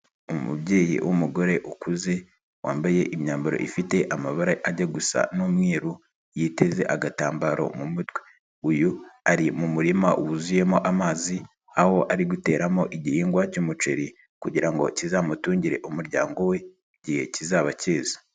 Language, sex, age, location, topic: Kinyarwanda, male, 36-49, Nyagatare, agriculture